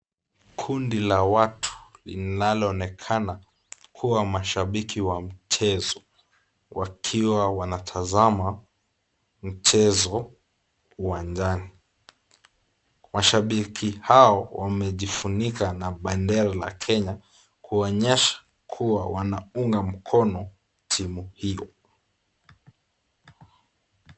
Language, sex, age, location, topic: Swahili, male, 36-49, Nakuru, government